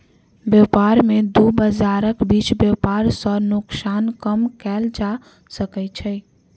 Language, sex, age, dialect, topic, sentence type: Maithili, female, 60-100, Southern/Standard, banking, statement